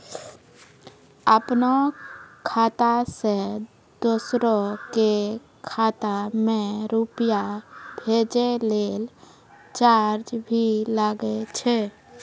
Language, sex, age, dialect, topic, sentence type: Maithili, female, 25-30, Angika, banking, question